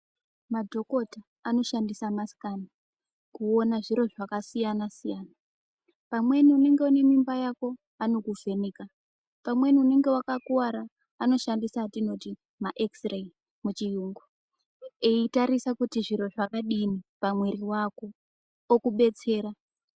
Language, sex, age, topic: Ndau, female, 18-24, health